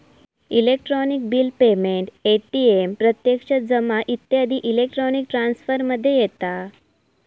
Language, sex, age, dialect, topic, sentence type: Marathi, female, 18-24, Southern Konkan, banking, statement